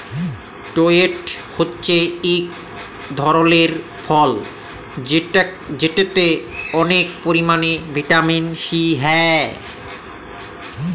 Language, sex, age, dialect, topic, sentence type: Bengali, male, 31-35, Jharkhandi, agriculture, statement